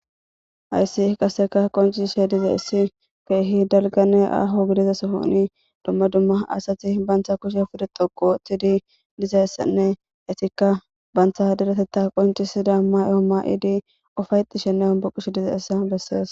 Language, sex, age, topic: Gamo, female, 25-35, government